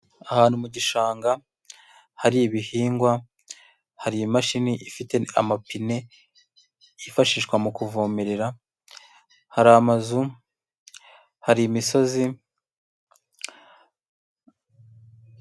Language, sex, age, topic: Kinyarwanda, male, 25-35, agriculture